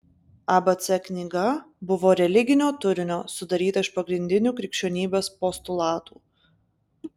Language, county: Lithuanian, Klaipėda